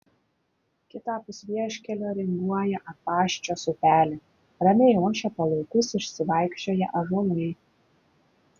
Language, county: Lithuanian, Klaipėda